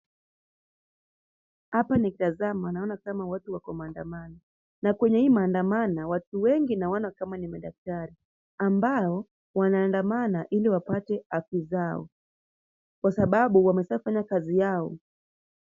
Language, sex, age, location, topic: Swahili, female, 25-35, Kisumu, government